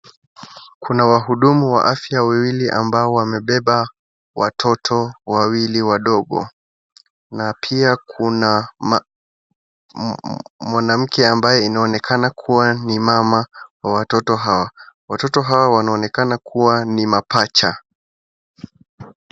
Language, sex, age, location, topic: Swahili, male, 18-24, Wajir, health